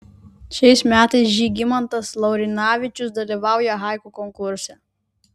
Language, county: Lithuanian, Vilnius